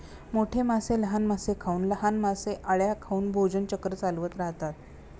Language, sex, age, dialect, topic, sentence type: Marathi, female, 25-30, Standard Marathi, agriculture, statement